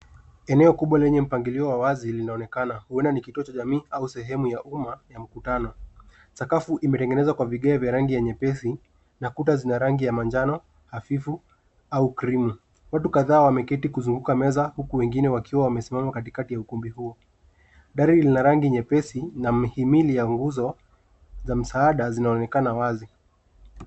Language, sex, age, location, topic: Swahili, male, 18-24, Nairobi, health